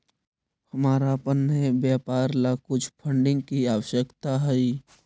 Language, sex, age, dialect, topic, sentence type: Magahi, male, 18-24, Central/Standard, agriculture, statement